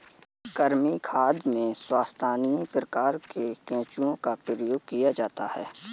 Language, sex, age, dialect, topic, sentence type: Hindi, male, 18-24, Marwari Dhudhari, agriculture, statement